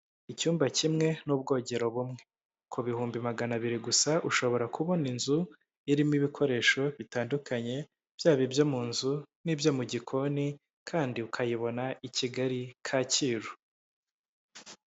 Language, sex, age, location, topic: Kinyarwanda, male, 25-35, Kigali, finance